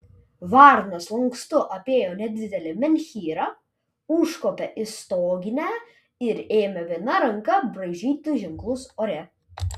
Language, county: Lithuanian, Vilnius